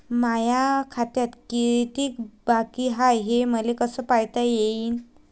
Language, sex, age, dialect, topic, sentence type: Marathi, female, 25-30, Varhadi, banking, question